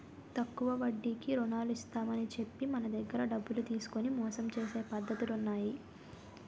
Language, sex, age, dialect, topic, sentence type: Telugu, female, 18-24, Utterandhra, banking, statement